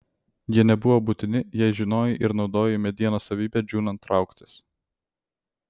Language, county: Lithuanian, Vilnius